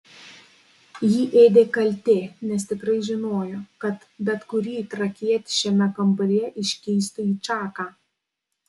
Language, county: Lithuanian, Panevėžys